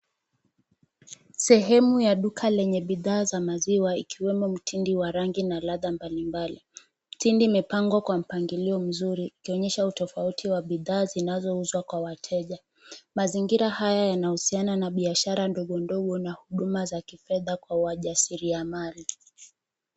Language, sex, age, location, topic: Swahili, female, 18-24, Kisumu, finance